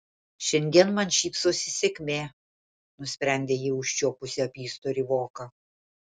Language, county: Lithuanian, Klaipėda